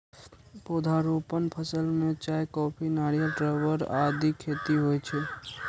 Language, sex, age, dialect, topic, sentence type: Maithili, male, 36-40, Eastern / Thethi, agriculture, statement